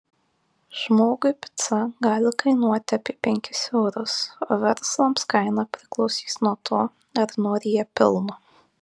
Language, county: Lithuanian, Kaunas